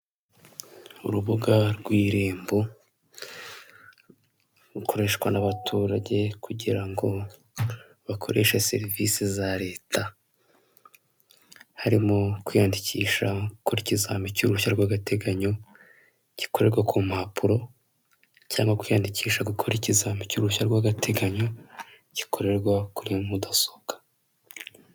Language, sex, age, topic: Kinyarwanda, male, 18-24, government